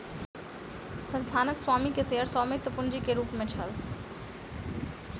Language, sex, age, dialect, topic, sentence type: Maithili, female, 25-30, Southern/Standard, banking, statement